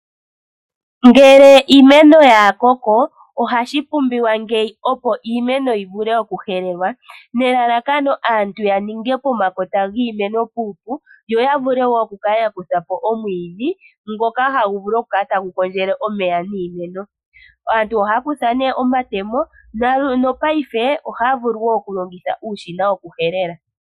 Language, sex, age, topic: Oshiwambo, female, 25-35, agriculture